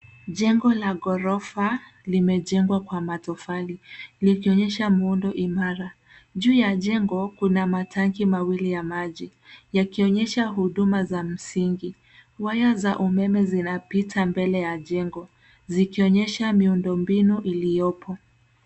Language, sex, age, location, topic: Swahili, female, 18-24, Nairobi, finance